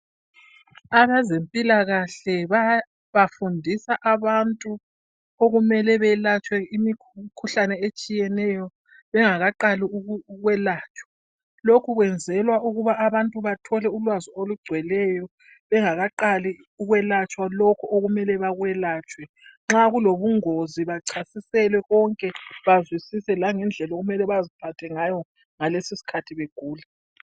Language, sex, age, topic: North Ndebele, female, 50+, health